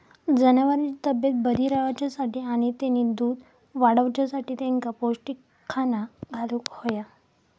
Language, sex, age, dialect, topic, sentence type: Marathi, female, 18-24, Southern Konkan, agriculture, statement